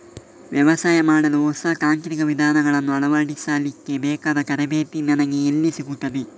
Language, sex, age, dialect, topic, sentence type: Kannada, male, 31-35, Coastal/Dakshin, agriculture, question